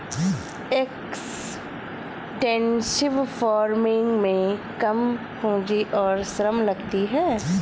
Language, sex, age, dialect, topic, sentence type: Hindi, female, 25-30, Awadhi Bundeli, agriculture, statement